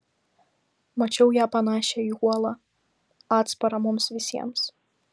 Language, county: Lithuanian, Vilnius